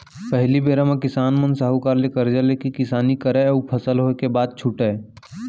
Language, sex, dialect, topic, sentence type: Chhattisgarhi, male, Central, agriculture, statement